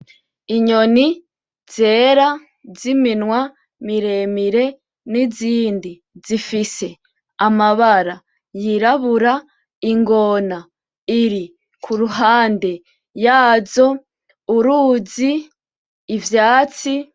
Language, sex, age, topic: Rundi, female, 25-35, agriculture